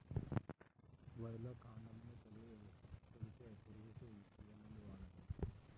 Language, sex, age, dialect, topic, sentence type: Telugu, male, 25-30, Utterandhra, agriculture, question